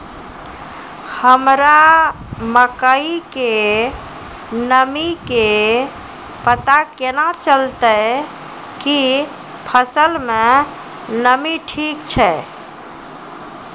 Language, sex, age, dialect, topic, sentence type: Maithili, female, 41-45, Angika, agriculture, question